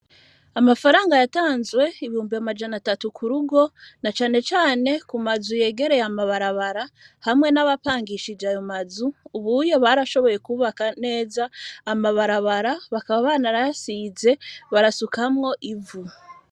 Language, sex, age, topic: Rundi, female, 25-35, education